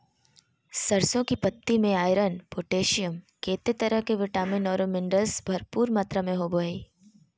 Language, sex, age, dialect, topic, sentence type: Magahi, female, 31-35, Southern, agriculture, statement